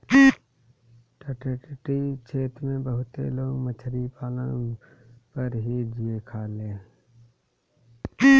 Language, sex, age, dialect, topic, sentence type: Bhojpuri, male, 18-24, Northern, agriculture, statement